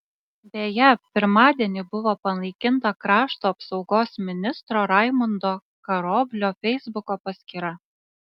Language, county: Lithuanian, Klaipėda